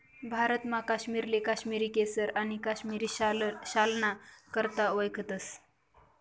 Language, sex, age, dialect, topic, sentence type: Marathi, female, 18-24, Northern Konkan, agriculture, statement